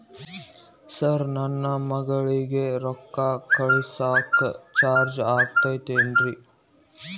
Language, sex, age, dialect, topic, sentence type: Kannada, male, 18-24, Dharwad Kannada, banking, question